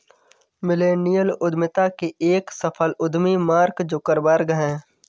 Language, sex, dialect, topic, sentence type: Hindi, male, Awadhi Bundeli, banking, statement